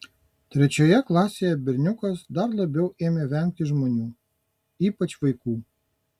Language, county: Lithuanian, Kaunas